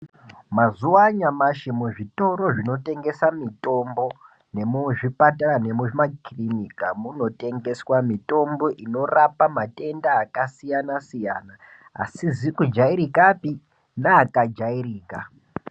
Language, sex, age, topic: Ndau, male, 18-24, health